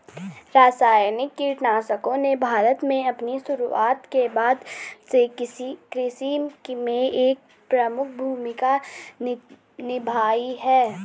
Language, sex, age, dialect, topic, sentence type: Hindi, female, 31-35, Garhwali, agriculture, statement